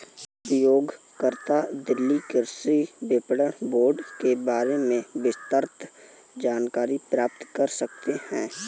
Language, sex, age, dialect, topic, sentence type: Hindi, male, 18-24, Marwari Dhudhari, agriculture, statement